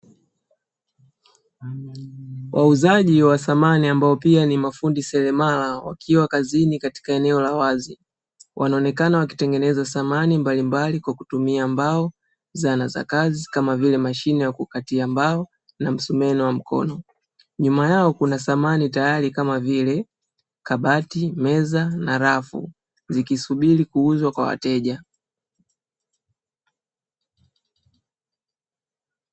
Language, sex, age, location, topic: Swahili, female, 18-24, Dar es Salaam, finance